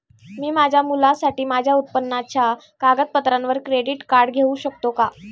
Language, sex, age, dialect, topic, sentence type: Marathi, female, 18-24, Standard Marathi, banking, question